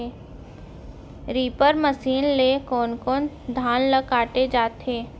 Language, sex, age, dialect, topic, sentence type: Chhattisgarhi, female, 25-30, Central, agriculture, question